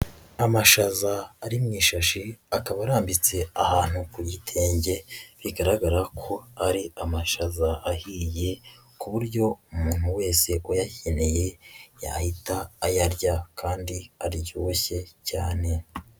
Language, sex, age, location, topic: Kinyarwanda, female, 25-35, Huye, agriculture